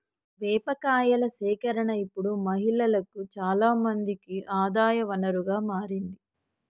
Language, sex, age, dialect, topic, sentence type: Telugu, female, 36-40, Telangana, agriculture, statement